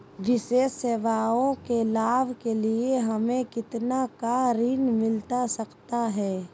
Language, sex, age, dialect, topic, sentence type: Magahi, female, 46-50, Southern, banking, question